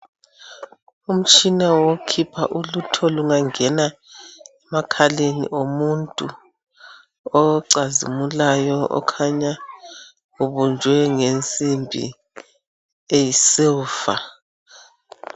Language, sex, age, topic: North Ndebele, male, 36-49, health